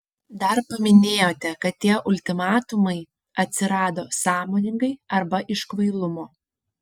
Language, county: Lithuanian, Panevėžys